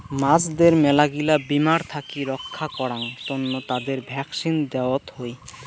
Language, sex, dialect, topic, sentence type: Bengali, male, Rajbangshi, agriculture, statement